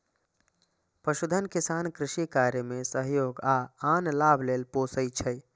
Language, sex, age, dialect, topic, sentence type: Maithili, male, 25-30, Eastern / Thethi, agriculture, statement